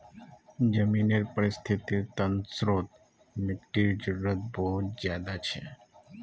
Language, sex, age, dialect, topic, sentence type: Magahi, male, 25-30, Northeastern/Surjapuri, agriculture, statement